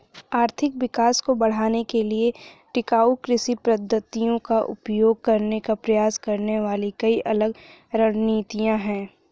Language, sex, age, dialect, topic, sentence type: Hindi, female, 25-30, Hindustani Malvi Khadi Boli, agriculture, statement